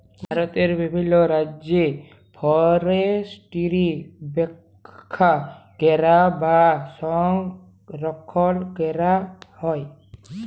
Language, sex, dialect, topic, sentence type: Bengali, male, Jharkhandi, agriculture, statement